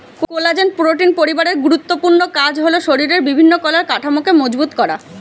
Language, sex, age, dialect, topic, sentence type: Bengali, female, 25-30, Western, agriculture, statement